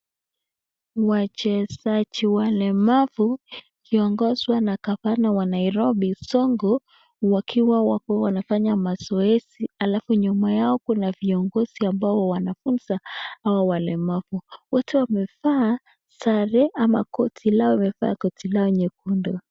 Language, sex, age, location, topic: Swahili, male, 36-49, Nakuru, education